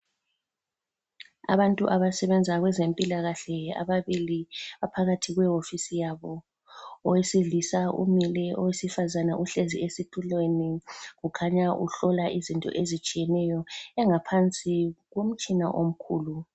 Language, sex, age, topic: North Ndebele, female, 36-49, health